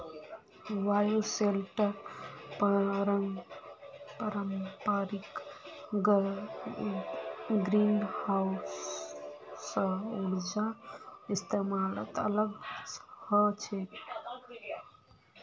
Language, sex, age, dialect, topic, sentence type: Magahi, female, 25-30, Northeastern/Surjapuri, agriculture, statement